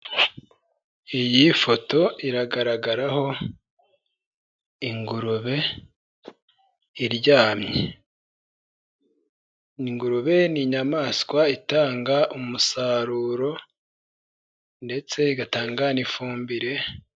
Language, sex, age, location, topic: Kinyarwanda, male, 25-35, Nyagatare, agriculture